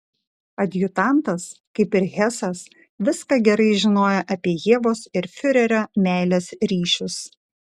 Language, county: Lithuanian, Šiauliai